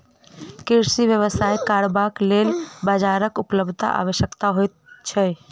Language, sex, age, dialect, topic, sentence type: Maithili, female, 25-30, Southern/Standard, agriculture, statement